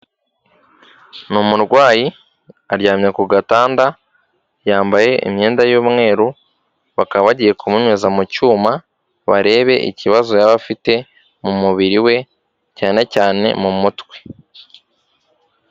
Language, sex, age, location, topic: Kinyarwanda, male, 18-24, Kigali, health